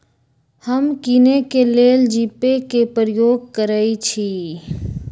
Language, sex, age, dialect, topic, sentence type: Magahi, female, 25-30, Western, banking, statement